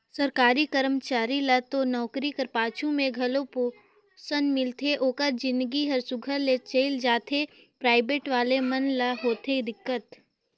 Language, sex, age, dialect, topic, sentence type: Chhattisgarhi, female, 18-24, Northern/Bhandar, banking, statement